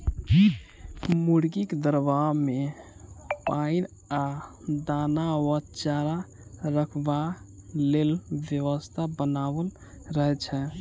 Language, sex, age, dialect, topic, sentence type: Maithili, male, 18-24, Southern/Standard, agriculture, statement